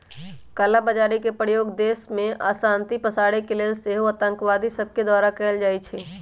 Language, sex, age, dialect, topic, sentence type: Magahi, male, 18-24, Western, banking, statement